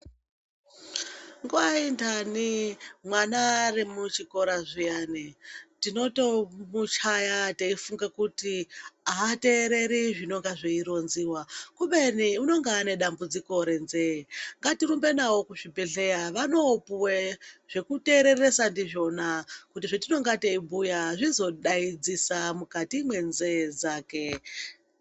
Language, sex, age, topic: Ndau, male, 36-49, health